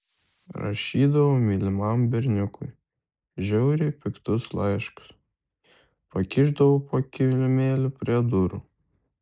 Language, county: Lithuanian, Kaunas